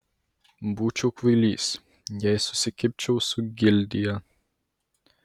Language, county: Lithuanian, Vilnius